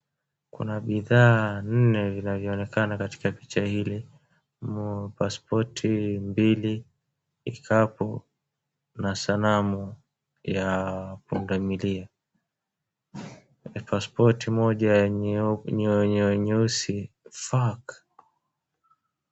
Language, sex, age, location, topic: Swahili, male, 18-24, Wajir, government